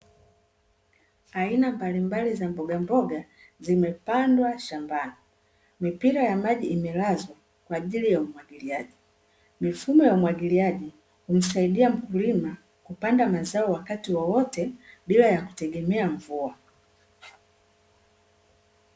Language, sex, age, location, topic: Swahili, female, 36-49, Dar es Salaam, agriculture